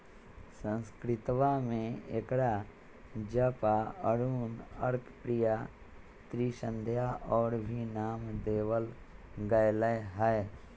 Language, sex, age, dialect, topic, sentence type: Magahi, male, 41-45, Western, agriculture, statement